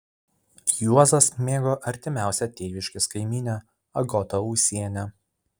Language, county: Lithuanian, Vilnius